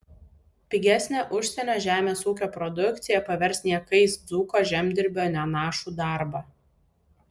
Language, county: Lithuanian, Vilnius